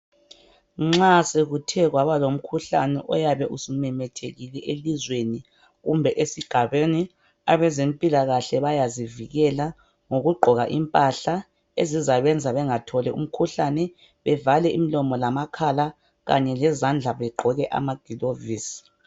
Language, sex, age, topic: North Ndebele, male, 25-35, health